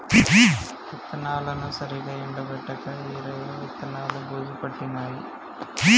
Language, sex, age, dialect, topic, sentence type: Telugu, male, 25-30, Telangana, agriculture, statement